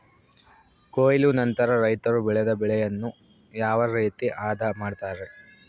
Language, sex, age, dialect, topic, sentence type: Kannada, male, 25-30, Central, agriculture, question